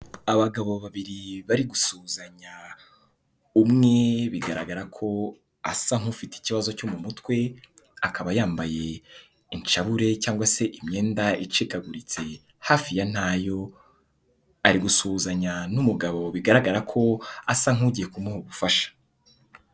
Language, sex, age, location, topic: Kinyarwanda, male, 18-24, Kigali, health